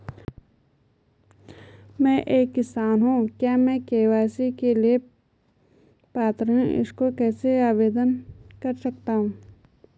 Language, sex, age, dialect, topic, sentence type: Hindi, female, 25-30, Garhwali, agriculture, question